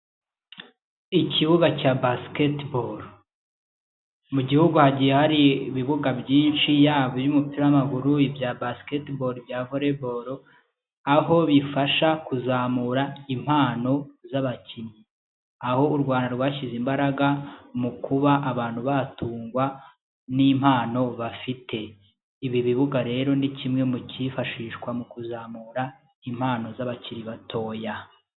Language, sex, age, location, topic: Kinyarwanda, male, 25-35, Kigali, education